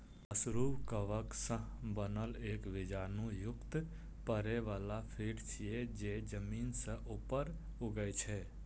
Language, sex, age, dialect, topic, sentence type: Maithili, male, 18-24, Eastern / Thethi, agriculture, statement